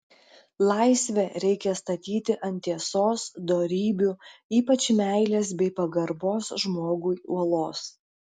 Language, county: Lithuanian, Klaipėda